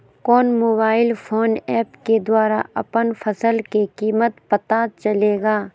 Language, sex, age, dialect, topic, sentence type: Magahi, female, 31-35, Southern, agriculture, question